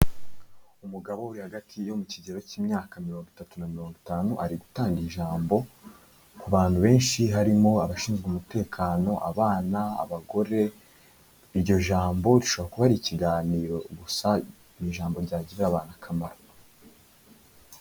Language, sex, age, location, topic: Kinyarwanda, male, 25-35, Kigali, health